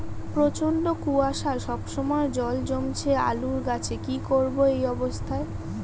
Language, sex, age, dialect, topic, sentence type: Bengali, female, 31-35, Rajbangshi, agriculture, question